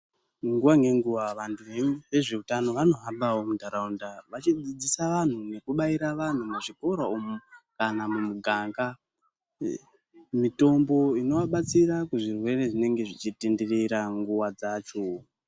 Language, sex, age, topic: Ndau, male, 36-49, health